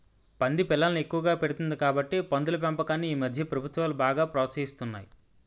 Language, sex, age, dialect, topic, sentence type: Telugu, male, 25-30, Utterandhra, agriculture, statement